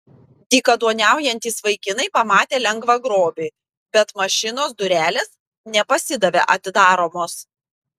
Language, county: Lithuanian, Panevėžys